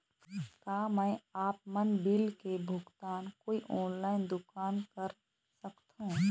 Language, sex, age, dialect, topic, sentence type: Chhattisgarhi, female, 25-30, Eastern, banking, question